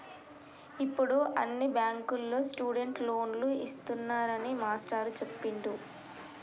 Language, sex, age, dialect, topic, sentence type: Telugu, female, 18-24, Telangana, banking, statement